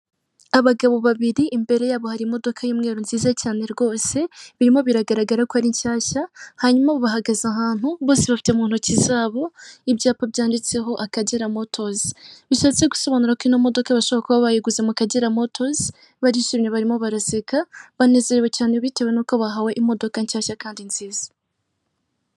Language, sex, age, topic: Kinyarwanda, female, 36-49, finance